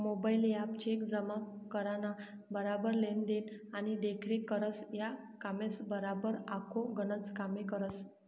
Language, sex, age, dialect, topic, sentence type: Marathi, female, 18-24, Northern Konkan, banking, statement